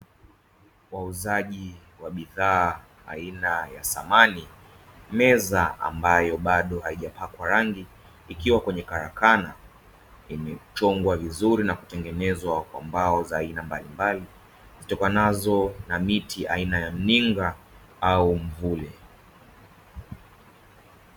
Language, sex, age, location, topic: Swahili, male, 25-35, Dar es Salaam, finance